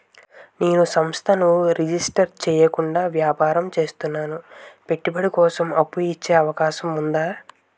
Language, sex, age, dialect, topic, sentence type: Telugu, male, 18-24, Utterandhra, banking, question